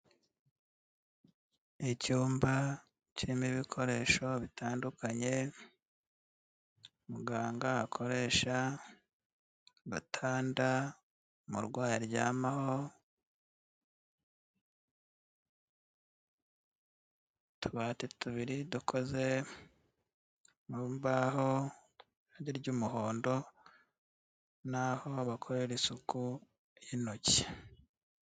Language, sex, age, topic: Kinyarwanda, male, 36-49, health